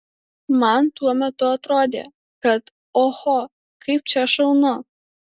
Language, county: Lithuanian, Alytus